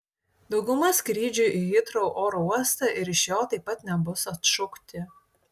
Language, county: Lithuanian, Utena